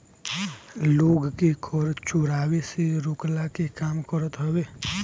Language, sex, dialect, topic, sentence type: Bhojpuri, male, Northern, banking, statement